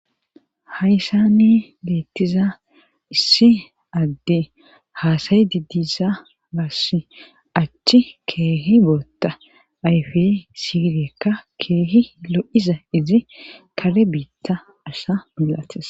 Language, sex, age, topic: Gamo, female, 25-35, government